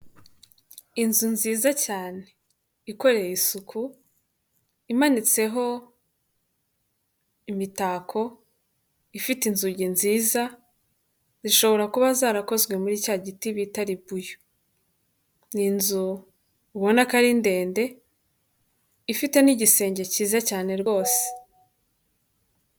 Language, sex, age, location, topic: Kinyarwanda, female, 18-24, Kigali, health